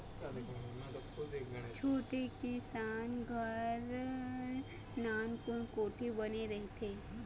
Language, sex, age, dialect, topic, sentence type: Chhattisgarhi, male, 25-30, Eastern, agriculture, statement